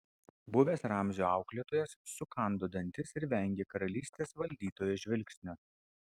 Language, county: Lithuanian, Vilnius